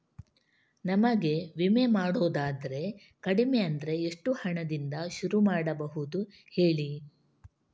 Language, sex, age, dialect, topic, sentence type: Kannada, female, 31-35, Coastal/Dakshin, banking, question